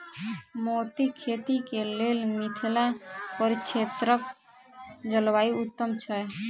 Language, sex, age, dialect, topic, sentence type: Maithili, female, 18-24, Southern/Standard, agriculture, question